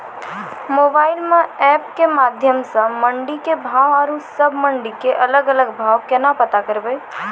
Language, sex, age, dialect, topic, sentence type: Maithili, female, 18-24, Angika, agriculture, question